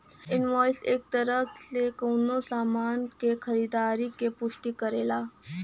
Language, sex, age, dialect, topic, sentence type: Bhojpuri, female, <18, Western, banking, statement